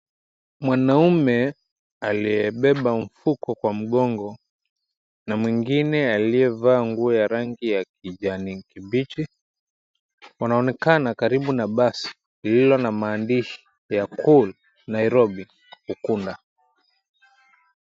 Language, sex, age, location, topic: Swahili, male, 25-35, Mombasa, government